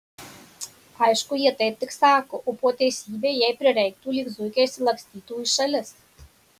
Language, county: Lithuanian, Marijampolė